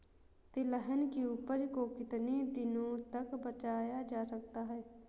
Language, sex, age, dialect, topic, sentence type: Hindi, female, 18-24, Awadhi Bundeli, agriculture, question